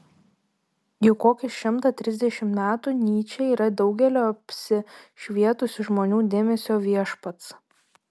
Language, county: Lithuanian, Panevėžys